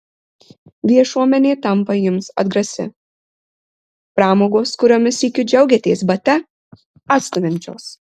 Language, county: Lithuanian, Marijampolė